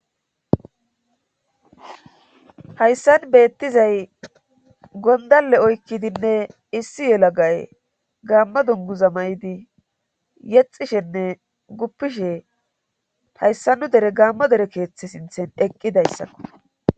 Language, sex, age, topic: Gamo, female, 36-49, government